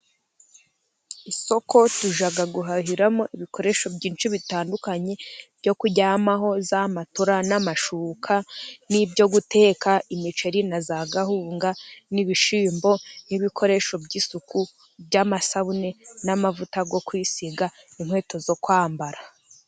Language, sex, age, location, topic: Kinyarwanda, female, 50+, Musanze, finance